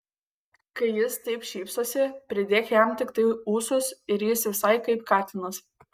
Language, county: Lithuanian, Kaunas